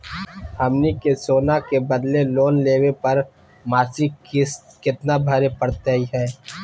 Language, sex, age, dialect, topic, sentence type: Magahi, male, 31-35, Southern, banking, question